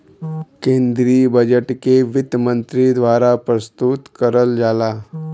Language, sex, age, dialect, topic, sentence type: Bhojpuri, male, 36-40, Western, banking, statement